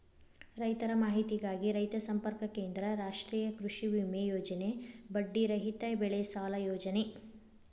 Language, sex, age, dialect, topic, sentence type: Kannada, female, 25-30, Dharwad Kannada, agriculture, statement